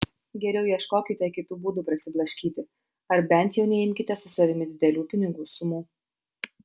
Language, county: Lithuanian, Utena